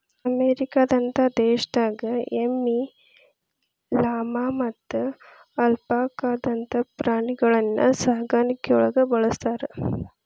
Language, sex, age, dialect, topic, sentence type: Kannada, male, 25-30, Dharwad Kannada, agriculture, statement